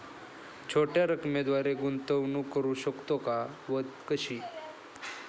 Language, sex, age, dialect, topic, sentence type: Marathi, male, 25-30, Standard Marathi, banking, question